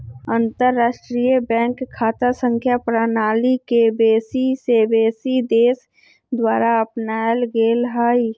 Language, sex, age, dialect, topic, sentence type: Magahi, male, 25-30, Western, banking, statement